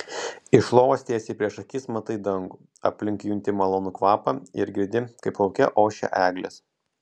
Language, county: Lithuanian, Kaunas